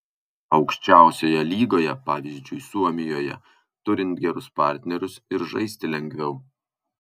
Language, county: Lithuanian, Kaunas